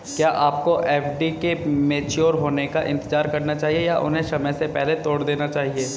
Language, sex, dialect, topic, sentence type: Hindi, male, Hindustani Malvi Khadi Boli, banking, question